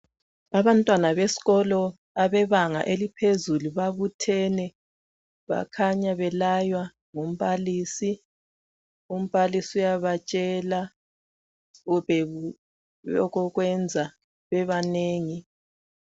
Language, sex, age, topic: North Ndebele, female, 36-49, education